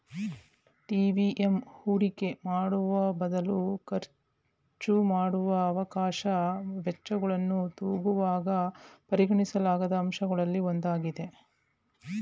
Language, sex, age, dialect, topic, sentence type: Kannada, female, 46-50, Mysore Kannada, banking, statement